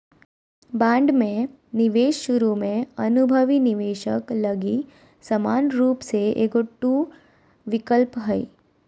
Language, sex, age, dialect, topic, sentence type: Magahi, female, 18-24, Southern, banking, statement